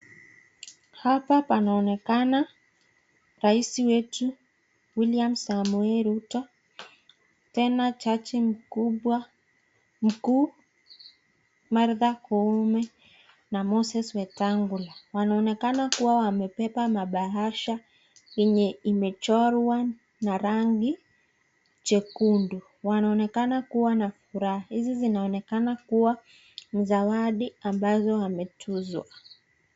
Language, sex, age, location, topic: Swahili, female, 36-49, Nakuru, government